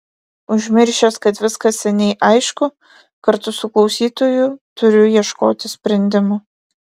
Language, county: Lithuanian, Vilnius